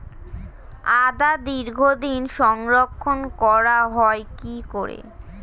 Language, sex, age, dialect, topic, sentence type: Bengali, female, 36-40, Standard Colloquial, agriculture, question